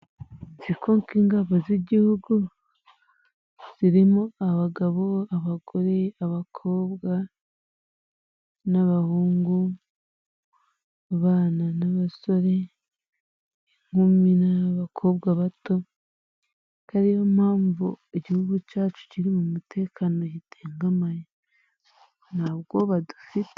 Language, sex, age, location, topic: Kinyarwanda, female, 25-35, Musanze, government